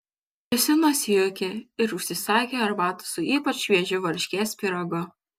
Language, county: Lithuanian, Kaunas